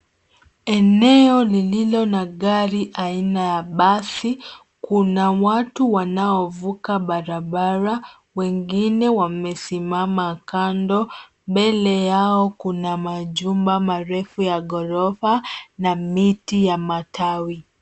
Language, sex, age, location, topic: Swahili, female, 25-35, Nairobi, government